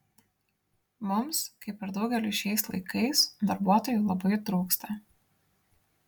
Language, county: Lithuanian, Kaunas